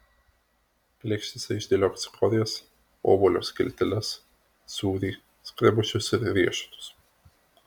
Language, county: Lithuanian, Vilnius